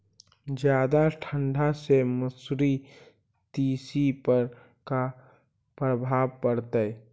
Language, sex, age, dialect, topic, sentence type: Magahi, male, 18-24, Central/Standard, agriculture, question